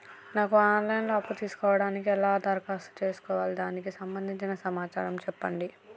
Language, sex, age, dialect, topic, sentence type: Telugu, female, 25-30, Telangana, banking, question